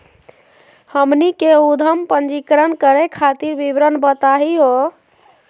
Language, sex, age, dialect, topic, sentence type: Magahi, female, 51-55, Southern, banking, question